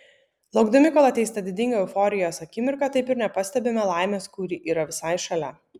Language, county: Lithuanian, Vilnius